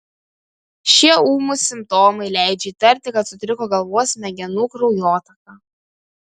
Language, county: Lithuanian, Kaunas